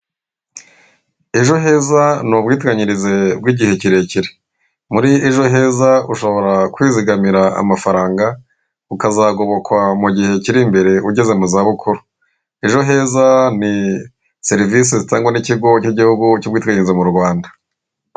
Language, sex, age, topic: Kinyarwanda, male, 36-49, finance